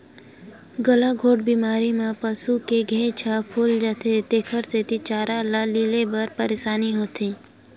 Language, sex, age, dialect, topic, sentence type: Chhattisgarhi, female, 18-24, Western/Budati/Khatahi, agriculture, statement